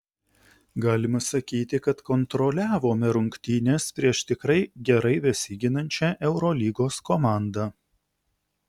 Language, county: Lithuanian, Utena